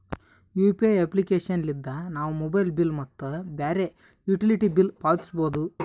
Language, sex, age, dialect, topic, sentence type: Kannada, male, 18-24, Northeastern, banking, statement